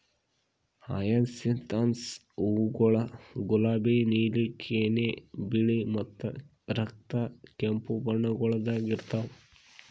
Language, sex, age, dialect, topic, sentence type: Kannada, male, 41-45, Northeastern, agriculture, statement